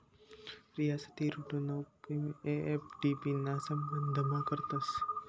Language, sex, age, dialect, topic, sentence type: Marathi, male, 25-30, Northern Konkan, banking, statement